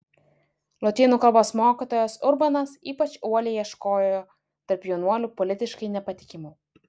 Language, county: Lithuanian, Vilnius